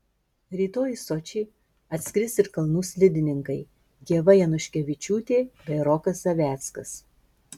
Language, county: Lithuanian, Marijampolė